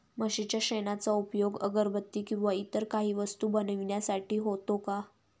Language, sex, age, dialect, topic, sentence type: Marathi, female, 18-24, Northern Konkan, agriculture, question